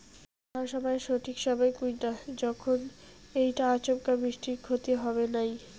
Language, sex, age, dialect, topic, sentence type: Bengali, female, 18-24, Rajbangshi, agriculture, question